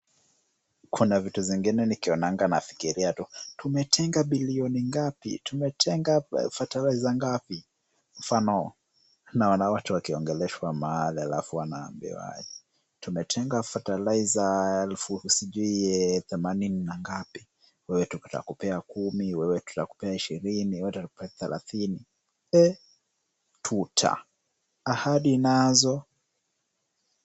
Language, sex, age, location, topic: Swahili, male, 25-35, Kisumu, health